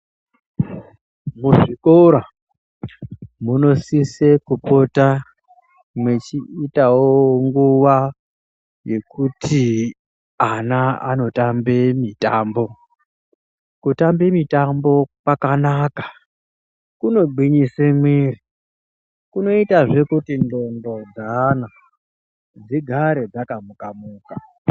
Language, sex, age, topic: Ndau, male, 36-49, education